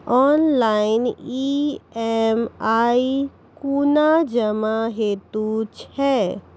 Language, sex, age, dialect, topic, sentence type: Maithili, female, 41-45, Angika, banking, question